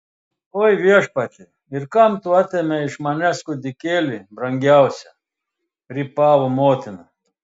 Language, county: Lithuanian, Telšiai